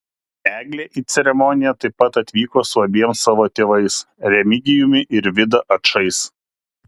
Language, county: Lithuanian, Kaunas